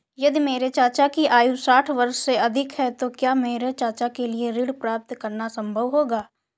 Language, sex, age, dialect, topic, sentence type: Hindi, female, 18-24, Awadhi Bundeli, banking, statement